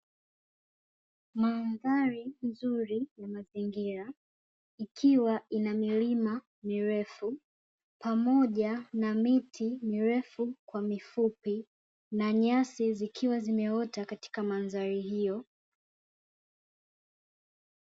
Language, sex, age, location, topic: Swahili, female, 18-24, Dar es Salaam, agriculture